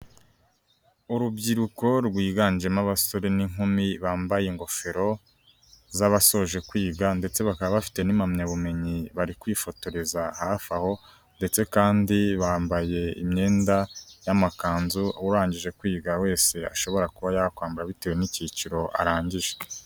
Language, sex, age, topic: Kinyarwanda, female, 36-49, finance